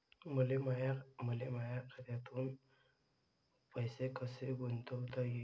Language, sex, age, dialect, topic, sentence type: Marathi, male, 25-30, Varhadi, banking, question